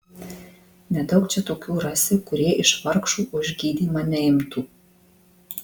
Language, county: Lithuanian, Marijampolė